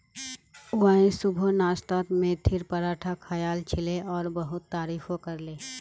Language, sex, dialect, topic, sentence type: Magahi, female, Northeastern/Surjapuri, agriculture, statement